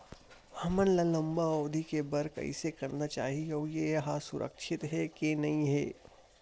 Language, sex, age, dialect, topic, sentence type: Chhattisgarhi, male, 60-100, Western/Budati/Khatahi, banking, question